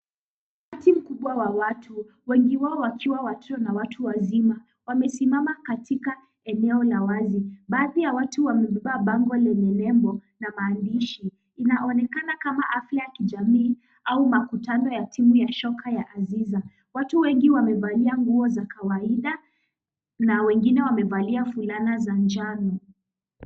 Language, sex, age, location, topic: Swahili, female, 18-24, Kisumu, government